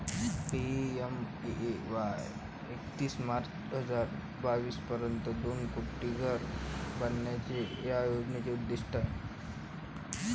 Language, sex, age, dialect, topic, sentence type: Marathi, male, 18-24, Varhadi, banking, statement